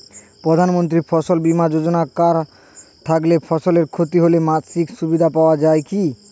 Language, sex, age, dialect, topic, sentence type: Bengali, male, 18-24, Standard Colloquial, agriculture, question